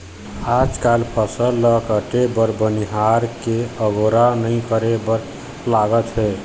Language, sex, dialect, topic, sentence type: Chhattisgarhi, male, Eastern, agriculture, statement